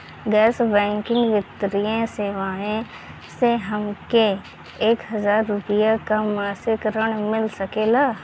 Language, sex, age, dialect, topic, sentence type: Bhojpuri, female, 25-30, Northern, banking, question